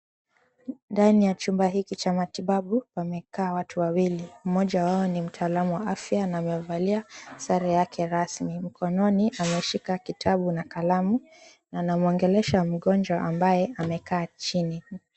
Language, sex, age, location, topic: Swahili, female, 25-35, Mombasa, health